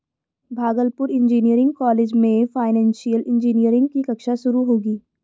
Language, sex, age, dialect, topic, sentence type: Hindi, female, 18-24, Hindustani Malvi Khadi Boli, banking, statement